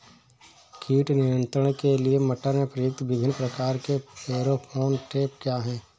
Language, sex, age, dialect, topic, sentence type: Hindi, male, 31-35, Awadhi Bundeli, agriculture, question